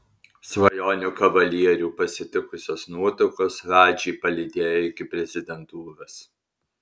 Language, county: Lithuanian, Alytus